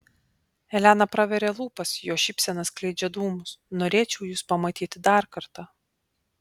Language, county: Lithuanian, Panevėžys